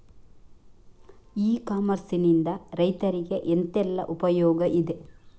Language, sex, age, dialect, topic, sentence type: Kannada, female, 46-50, Coastal/Dakshin, agriculture, question